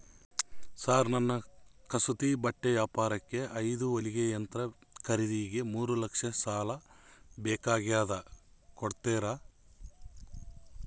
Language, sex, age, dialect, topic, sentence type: Kannada, male, 25-30, Central, banking, question